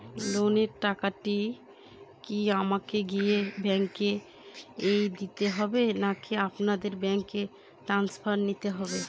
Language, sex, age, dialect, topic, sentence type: Bengali, female, 25-30, Northern/Varendri, banking, question